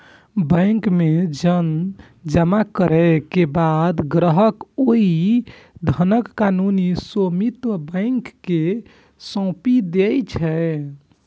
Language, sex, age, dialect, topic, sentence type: Maithili, female, 18-24, Eastern / Thethi, banking, statement